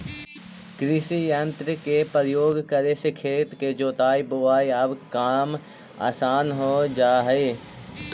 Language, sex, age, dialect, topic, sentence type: Magahi, male, 18-24, Central/Standard, banking, statement